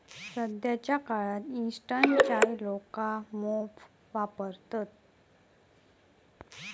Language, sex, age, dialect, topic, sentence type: Marathi, female, 18-24, Southern Konkan, agriculture, statement